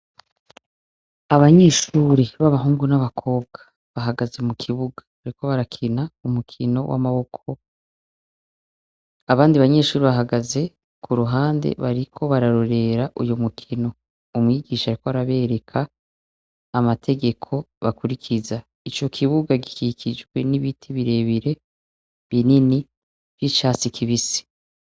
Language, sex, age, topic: Rundi, female, 36-49, education